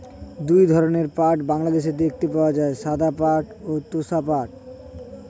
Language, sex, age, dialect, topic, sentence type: Bengali, male, 18-24, Standard Colloquial, agriculture, statement